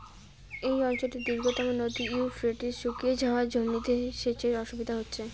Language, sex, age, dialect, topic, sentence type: Bengali, female, 31-35, Rajbangshi, agriculture, question